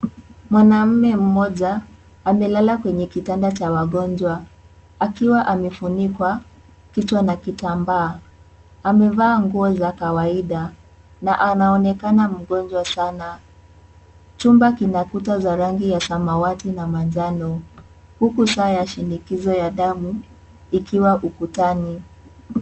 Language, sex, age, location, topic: Swahili, female, 18-24, Kisii, health